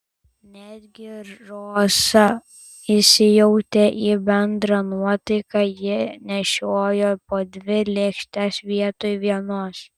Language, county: Lithuanian, Telšiai